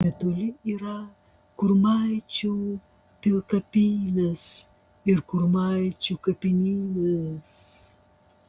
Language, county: Lithuanian, Panevėžys